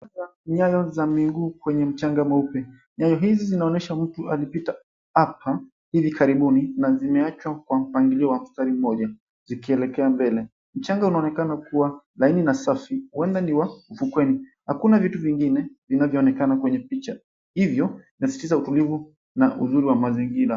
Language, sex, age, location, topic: Swahili, male, 25-35, Mombasa, government